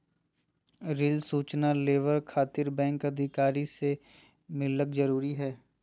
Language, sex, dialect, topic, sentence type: Magahi, male, Southern, banking, question